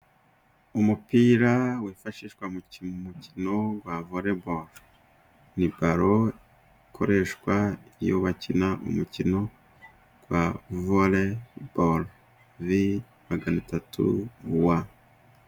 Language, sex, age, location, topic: Kinyarwanda, male, 36-49, Musanze, government